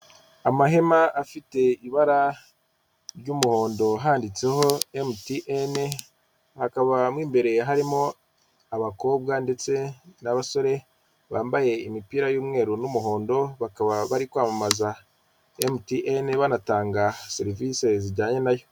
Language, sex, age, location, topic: Kinyarwanda, female, 25-35, Kigali, finance